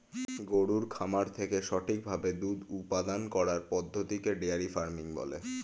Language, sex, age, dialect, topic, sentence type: Bengali, male, 18-24, Standard Colloquial, agriculture, statement